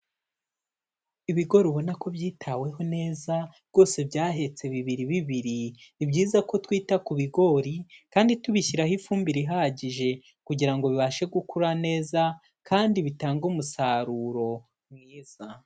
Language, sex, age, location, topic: Kinyarwanda, male, 18-24, Kigali, agriculture